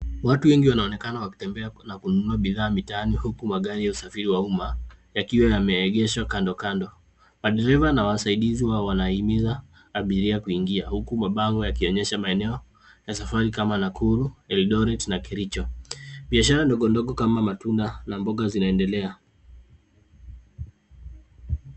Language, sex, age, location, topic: Swahili, female, 50+, Nairobi, government